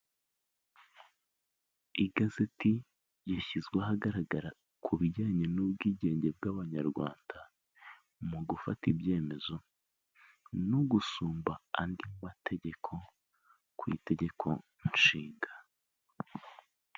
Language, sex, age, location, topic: Kinyarwanda, male, 18-24, Kigali, government